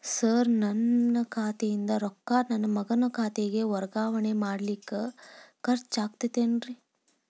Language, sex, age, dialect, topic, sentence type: Kannada, female, 18-24, Dharwad Kannada, banking, question